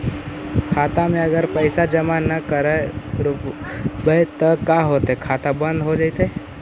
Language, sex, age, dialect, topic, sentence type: Magahi, male, 18-24, Central/Standard, banking, question